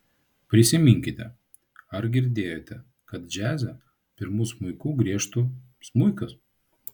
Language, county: Lithuanian, Vilnius